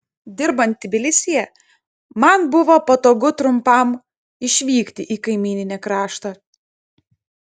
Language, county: Lithuanian, Klaipėda